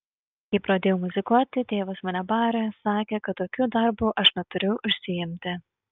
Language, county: Lithuanian, Šiauliai